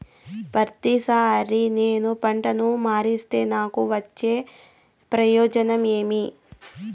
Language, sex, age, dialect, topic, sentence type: Telugu, female, 31-35, Southern, agriculture, question